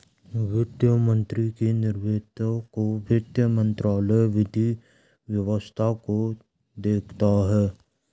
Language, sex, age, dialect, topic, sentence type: Hindi, male, 56-60, Garhwali, banking, statement